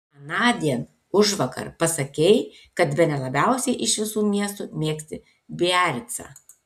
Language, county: Lithuanian, Tauragė